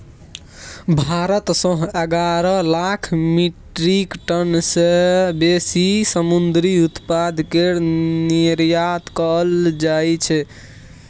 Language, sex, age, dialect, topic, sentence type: Maithili, male, 18-24, Bajjika, agriculture, statement